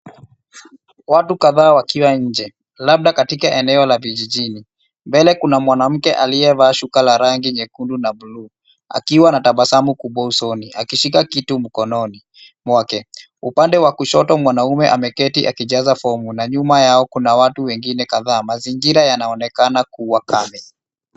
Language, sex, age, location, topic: Swahili, male, 25-35, Nairobi, health